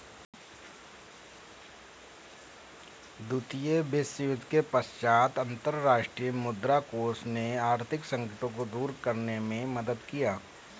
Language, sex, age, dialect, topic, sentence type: Hindi, male, 31-35, Kanauji Braj Bhasha, banking, statement